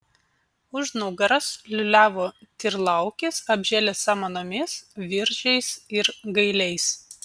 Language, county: Lithuanian, Vilnius